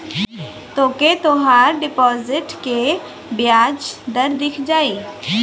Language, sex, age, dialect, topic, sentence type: Bhojpuri, female, 18-24, Western, banking, statement